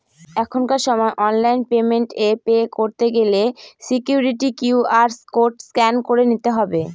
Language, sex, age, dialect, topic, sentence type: Bengali, female, 25-30, Northern/Varendri, banking, statement